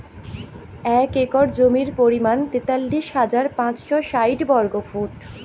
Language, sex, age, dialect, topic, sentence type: Bengali, female, 18-24, Rajbangshi, agriculture, statement